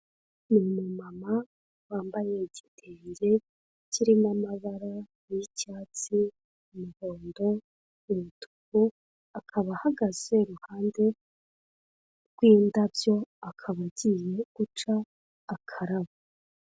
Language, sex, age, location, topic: Kinyarwanda, female, 25-35, Kigali, health